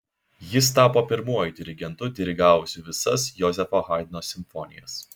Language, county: Lithuanian, Šiauliai